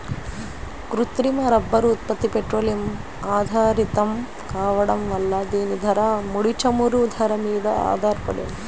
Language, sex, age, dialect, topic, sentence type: Telugu, female, 36-40, Central/Coastal, agriculture, statement